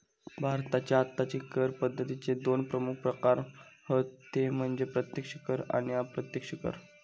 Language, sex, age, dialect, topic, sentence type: Marathi, male, 41-45, Southern Konkan, banking, statement